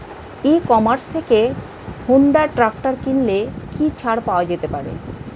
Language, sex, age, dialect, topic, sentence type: Bengali, female, 36-40, Standard Colloquial, agriculture, question